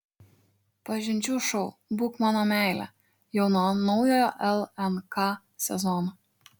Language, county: Lithuanian, Šiauliai